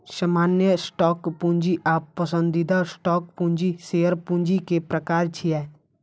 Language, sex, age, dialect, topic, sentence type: Maithili, male, 25-30, Eastern / Thethi, banking, statement